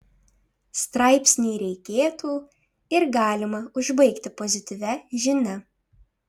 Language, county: Lithuanian, Šiauliai